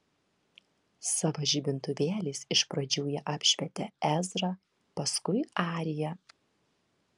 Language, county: Lithuanian, Vilnius